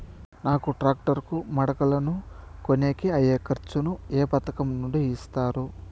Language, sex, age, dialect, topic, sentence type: Telugu, male, 25-30, Southern, agriculture, question